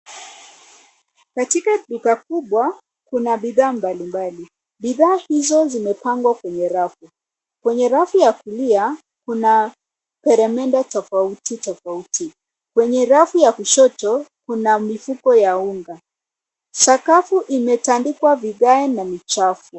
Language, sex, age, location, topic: Swahili, female, 25-35, Nairobi, finance